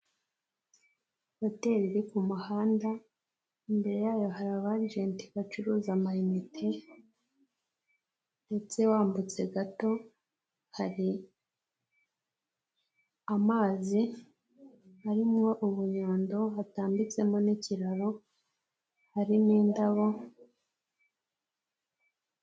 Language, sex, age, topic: Kinyarwanda, female, 18-24, finance